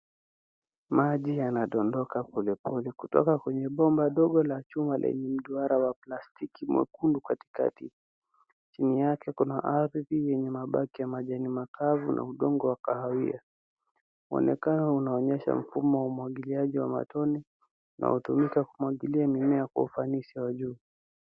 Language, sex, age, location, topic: Swahili, female, 36-49, Nairobi, agriculture